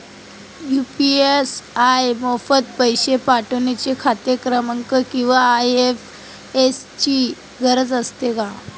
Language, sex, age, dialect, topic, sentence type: Marathi, female, 25-30, Standard Marathi, banking, question